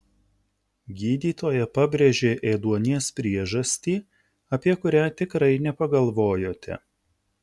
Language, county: Lithuanian, Utena